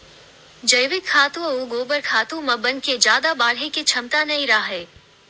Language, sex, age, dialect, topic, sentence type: Chhattisgarhi, male, 18-24, Western/Budati/Khatahi, agriculture, statement